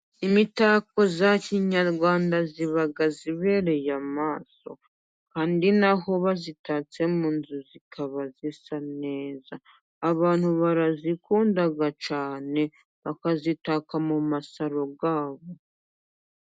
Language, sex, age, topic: Kinyarwanda, female, 25-35, government